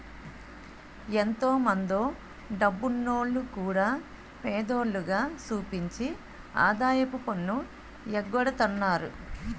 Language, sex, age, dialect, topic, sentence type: Telugu, female, 41-45, Utterandhra, banking, statement